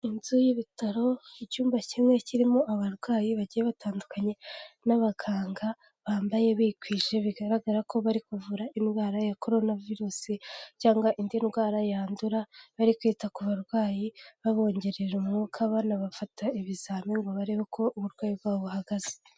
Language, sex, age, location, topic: Kinyarwanda, female, 18-24, Kigali, health